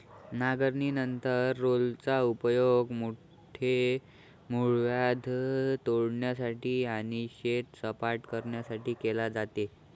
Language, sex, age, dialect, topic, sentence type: Marathi, male, 25-30, Varhadi, agriculture, statement